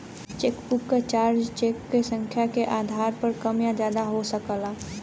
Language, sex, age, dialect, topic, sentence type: Bhojpuri, female, 18-24, Western, banking, statement